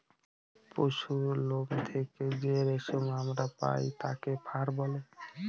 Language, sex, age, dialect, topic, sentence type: Bengali, male, 18-24, Northern/Varendri, agriculture, statement